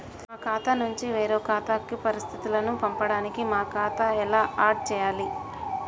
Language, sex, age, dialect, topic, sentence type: Telugu, female, 25-30, Telangana, banking, question